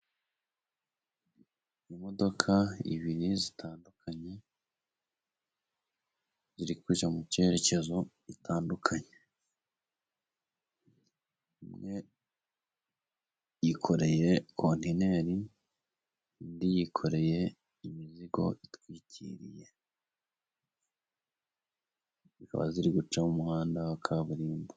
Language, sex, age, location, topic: Kinyarwanda, male, 25-35, Musanze, government